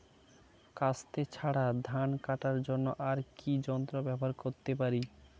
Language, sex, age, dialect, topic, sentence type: Bengali, male, 18-24, Standard Colloquial, agriculture, question